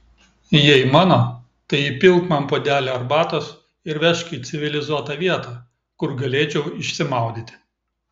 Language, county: Lithuanian, Klaipėda